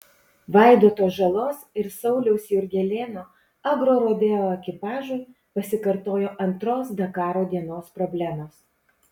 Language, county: Lithuanian, Panevėžys